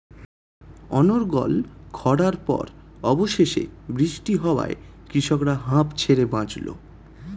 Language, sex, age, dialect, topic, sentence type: Bengali, male, 18-24, Standard Colloquial, agriculture, question